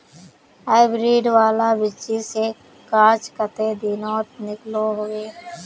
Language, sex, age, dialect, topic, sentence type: Magahi, male, 18-24, Northeastern/Surjapuri, agriculture, question